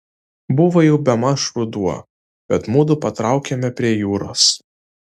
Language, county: Lithuanian, Vilnius